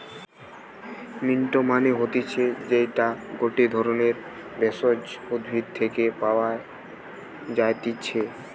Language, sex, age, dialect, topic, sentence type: Bengali, male, 18-24, Western, agriculture, statement